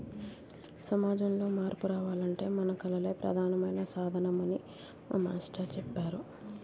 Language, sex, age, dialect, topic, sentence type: Telugu, female, 25-30, Utterandhra, banking, statement